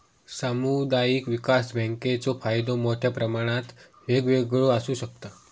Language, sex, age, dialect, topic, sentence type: Marathi, male, 25-30, Southern Konkan, banking, statement